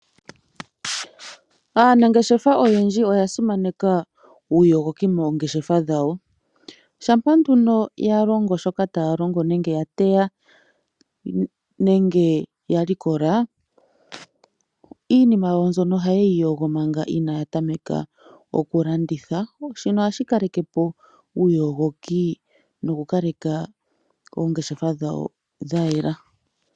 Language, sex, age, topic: Oshiwambo, female, 25-35, agriculture